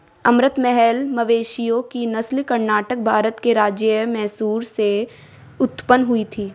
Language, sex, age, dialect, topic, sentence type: Hindi, female, 18-24, Marwari Dhudhari, agriculture, statement